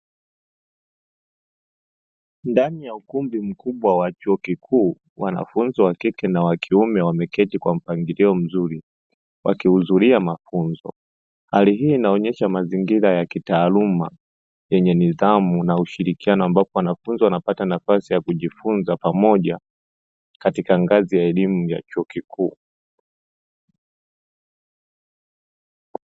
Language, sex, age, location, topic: Swahili, male, 25-35, Dar es Salaam, education